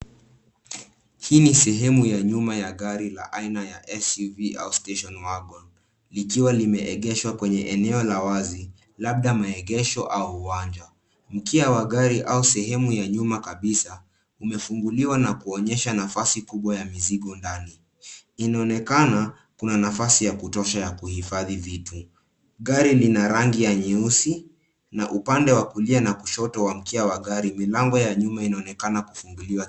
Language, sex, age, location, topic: Swahili, male, 18-24, Nairobi, finance